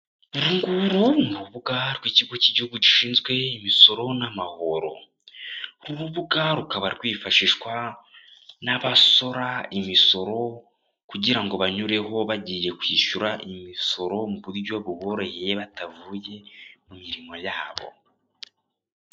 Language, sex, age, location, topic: Kinyarwanda, male, 18-24, Kigali, government